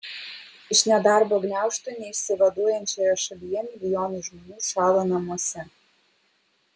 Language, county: Lithuanian, Vilnius